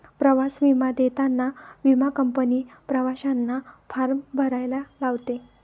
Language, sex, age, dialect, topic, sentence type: Marathi, female, 25-30, Varhadi, banking, statement